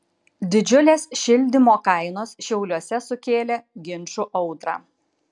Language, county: Lithuanian, Kaunas